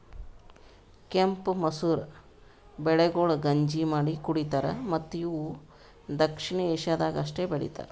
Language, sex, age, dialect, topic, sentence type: Kannada, female, 36-40, Northeastern, agriculture, statement